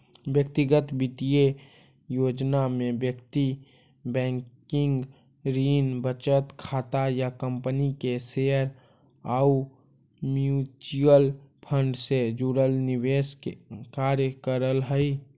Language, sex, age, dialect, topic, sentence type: Magahi, male, 18-24, Central/Standard, banking, statement